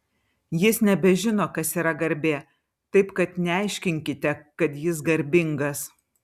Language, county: Lithuanian, Vilnius